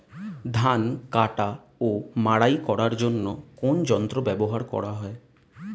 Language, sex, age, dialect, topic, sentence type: Bengali, male, 25-30, Standard Colloquial, agriculture, question